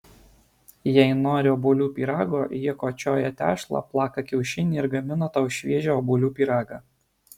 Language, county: Lithuanian, Alytus